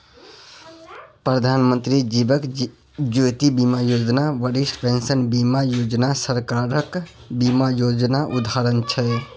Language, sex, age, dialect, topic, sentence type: Maithili, male, 31-35, Bajjika, banking, statement